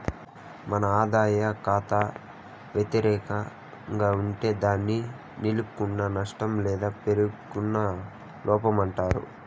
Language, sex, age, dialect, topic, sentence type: Telugu, male, 25-30, Southern, banking, statement